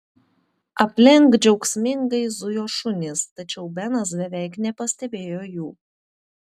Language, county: Lithuanian, Telšiai